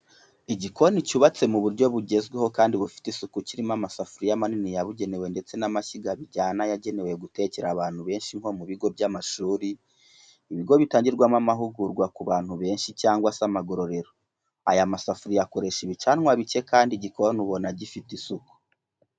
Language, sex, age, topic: Kinyarwanda, male, 25-35, education